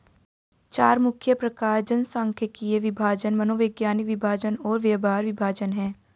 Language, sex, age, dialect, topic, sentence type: Hindi, female, 18-24, Hindustani Malvi Khadi Boli, banking, statement